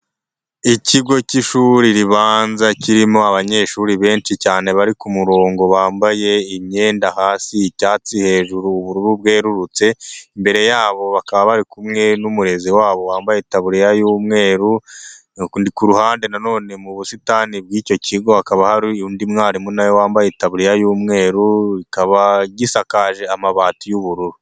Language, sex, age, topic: Kinyarwanda, male, 25-35, education